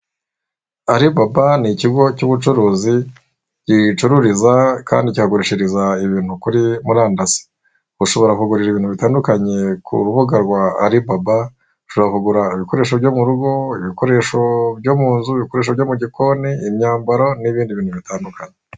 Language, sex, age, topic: Kinyarwanda, male, 25-35, finance